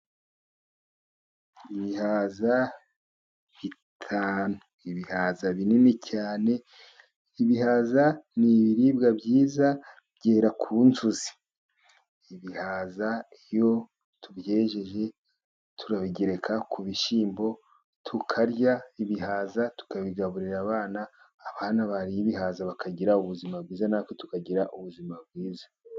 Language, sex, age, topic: Kinyarwanda, male, 50+, agriculture